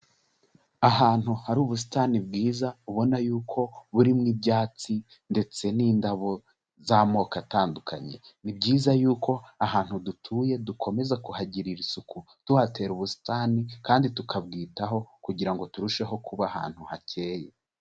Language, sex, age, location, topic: Kinyarwanda, male, 18-24, Kigali, agriculture